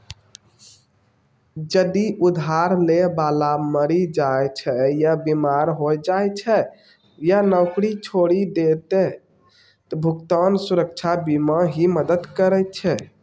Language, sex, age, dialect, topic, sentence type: Maithili, male, 18-24, Angika, banking, statement